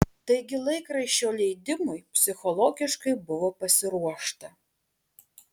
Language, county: Lithuanian, Alytus